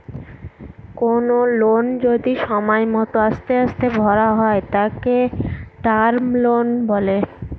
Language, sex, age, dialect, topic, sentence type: Bengali, female, 18-24, Northern/Varendri, banking, statement